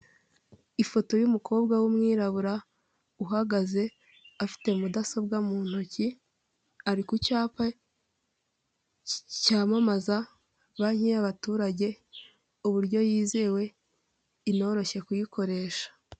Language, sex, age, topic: Kinyarwanda, female, 18-24, finance